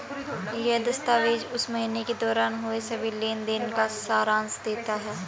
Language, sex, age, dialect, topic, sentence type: Hindi, female, 18-24, Marwari Dhudhari, banking, statement